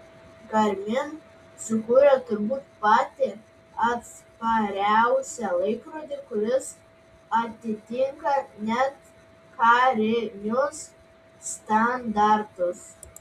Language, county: Lithuanian, Vilnius